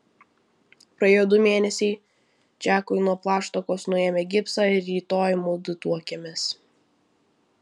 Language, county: Lithuanian, Vilnius